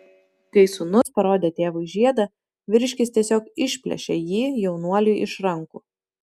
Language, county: Lithuanian, Utena